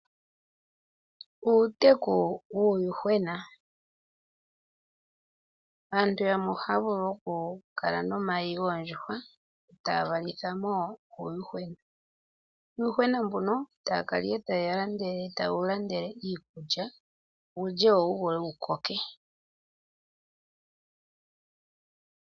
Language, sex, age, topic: Oshiwambo, female, 25-35, agriculture